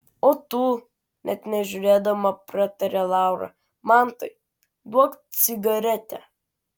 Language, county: Lithuanian, Klaipėda